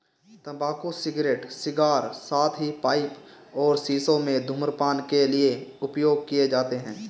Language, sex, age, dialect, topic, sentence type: Hindi, male, 18-24, Marwari Dhudhari, agriculture, statement